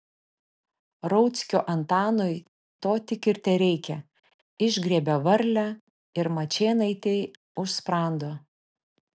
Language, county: Lithuanian, Vilnius